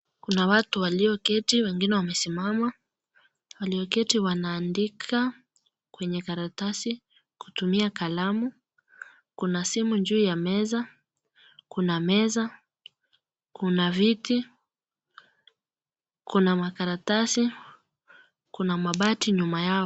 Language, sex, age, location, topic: Swahili, female, 18-24, Nakuru, government